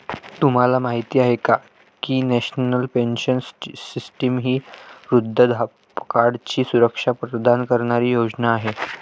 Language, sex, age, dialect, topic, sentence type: Marathi, male, 18-24, Varhadi, banking, statement